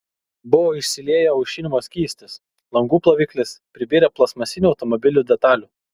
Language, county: Lithuanian, Kaunas